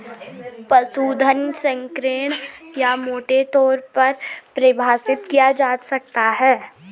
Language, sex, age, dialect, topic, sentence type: Hindi, female, 31-35, Garhwali, agriculture, statement